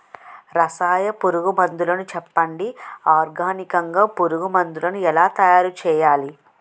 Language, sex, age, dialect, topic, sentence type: Telugu, female, 18-24, Utterandhra, agriculture, question